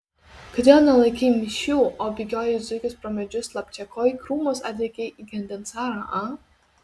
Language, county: Lithuanian, Kaunas